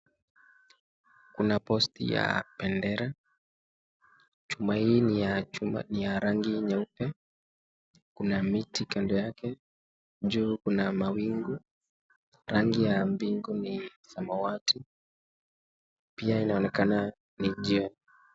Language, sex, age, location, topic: Swahili, male, 18-24, Nakuru, education